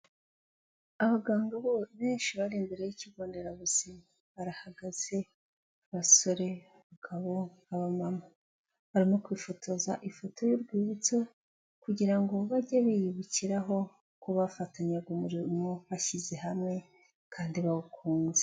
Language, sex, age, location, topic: Kinyarwanda, female, 36-49, Kigali, health